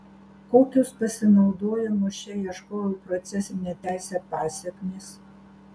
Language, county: Lithuanian, Alytus